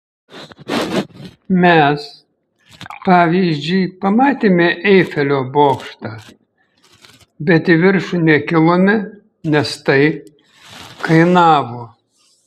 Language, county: Lithuanian, Kaunas